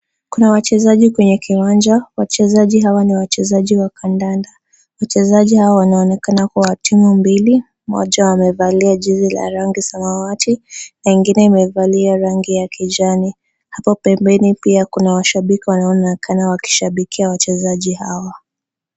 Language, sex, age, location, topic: Swahili, female, 18-24, Nakuru, government